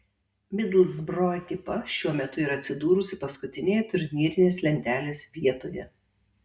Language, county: Lithuanian, Tauragė